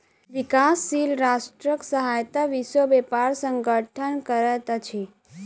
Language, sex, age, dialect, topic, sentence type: Maithili, female, 18-24, Southern/Standard, banking, statement